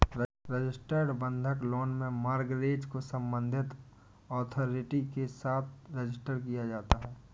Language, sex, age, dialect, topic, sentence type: Hindi, male, 25-30, Awadhi Bundeli, banking, statement